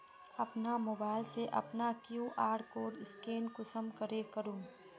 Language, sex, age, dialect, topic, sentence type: Magahi, female, 25-30, Northeastern/Surjapuri, banking, question